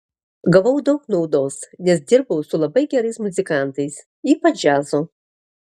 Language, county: Lithuanian, Alytus